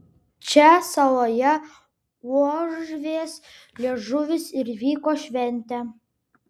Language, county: Lithuanian, Vilnius